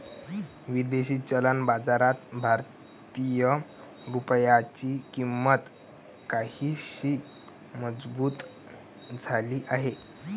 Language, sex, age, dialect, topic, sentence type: Marathi, male, 18-24, Varhadi, banking, statement